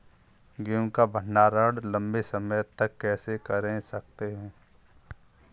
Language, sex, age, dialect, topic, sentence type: Hindi, male, 51-55, Kanauji Braj Bhasha, agriculture, question